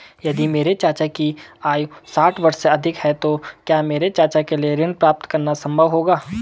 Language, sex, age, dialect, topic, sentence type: Hindi, male, 18-24, Garhwali, banking, statement